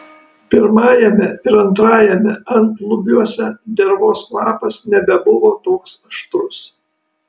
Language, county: Lithuanian, Kaunas